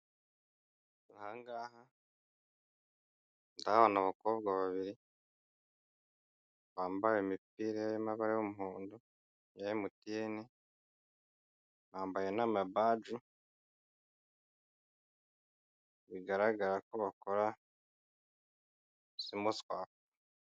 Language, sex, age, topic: Kinyarwanda, male, 25-35, finance